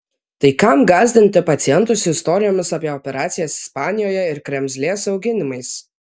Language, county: Lithuanian, Vilnius